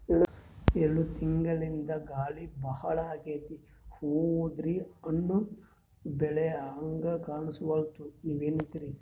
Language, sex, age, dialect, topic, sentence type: Kannada, male, 31-35, Northeastern, agriculture, question